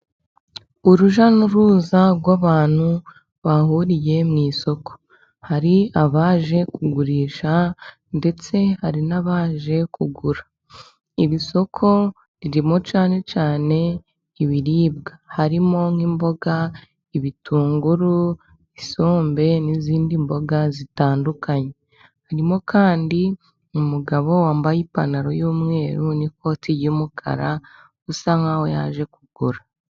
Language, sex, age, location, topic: Kinyarwanda, female, 18-24, Musanze, finance